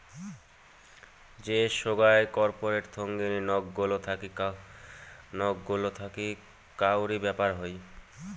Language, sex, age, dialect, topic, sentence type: Bengali, male, <18, Rajbangshi, banking, statement